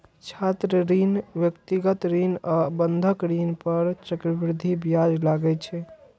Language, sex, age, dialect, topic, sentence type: Maithili, male, 36-40, Eastern / Thethi, banking, statement